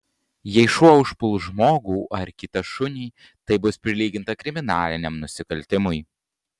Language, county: Lithuanian, Panevėžys